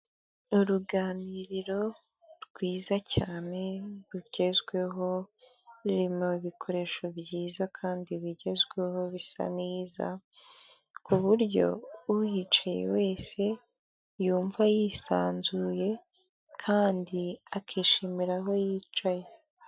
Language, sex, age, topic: Kinyarwanda, female, 18-24, finance